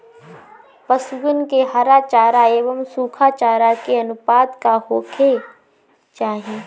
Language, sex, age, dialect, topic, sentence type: Bhojpuri, female, 25-30, Northern, agriculture, question